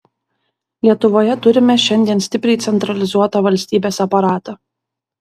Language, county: Lithuanian, Vilnius